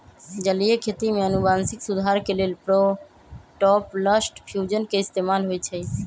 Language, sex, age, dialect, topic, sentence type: Magahi, female, 18-24, Western, agriculture, statement